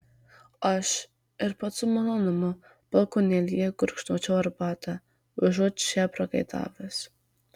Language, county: Lithuanian, Marijampolė